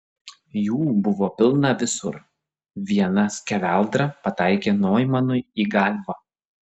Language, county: Lithuanian, Klaipėda